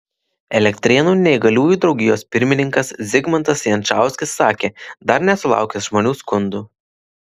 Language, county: Lithuanian, Klaipėda